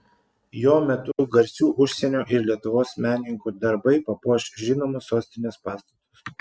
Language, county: Lithuanian, Klaipėda